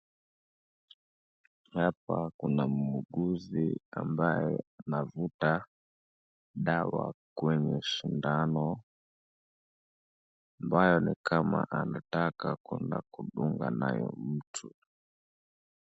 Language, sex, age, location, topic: Swahili, female, 36-49, Wajir, health